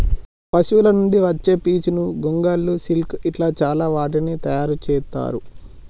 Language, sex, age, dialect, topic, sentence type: Telugu, male, 18-24, Telangana, agriculture, statement